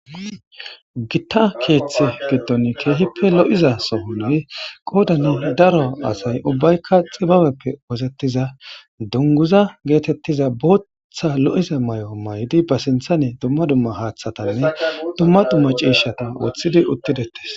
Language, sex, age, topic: Gamo, female, 18-24, government